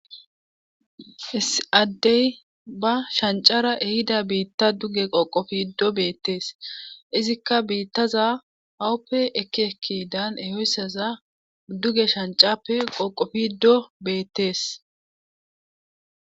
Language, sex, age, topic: Gamo, female, 25-35, government